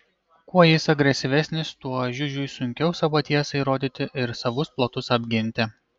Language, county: Lithuanian, Kaunas